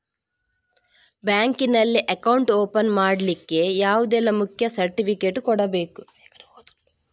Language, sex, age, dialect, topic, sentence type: Kannada, female, 41-45, Coastal/Dakshin, banking, question